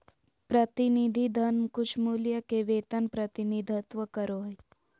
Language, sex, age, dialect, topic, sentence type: Magahi, female, 25-30, Southern, banking, statement